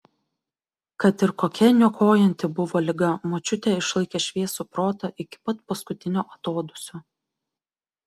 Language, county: Lithuanian, Vilnius